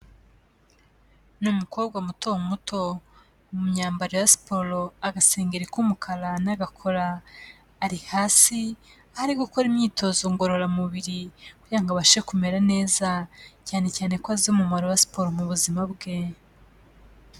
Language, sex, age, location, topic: Kinyarwanda, female, 25-35, Kigali, health